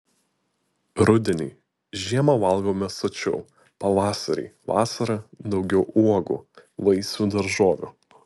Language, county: Lithuanian, Utena